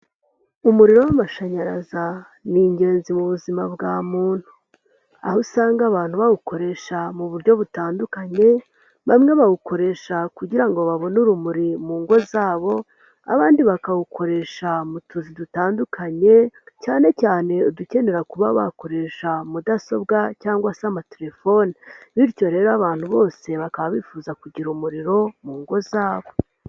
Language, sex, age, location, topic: Kinyarwanda, female, 18-24, Nyagatare, government